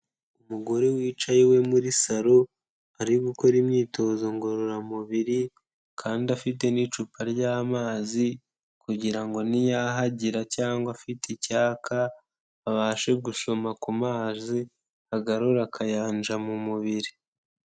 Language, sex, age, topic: Kinyarwanda, male, 18-24, health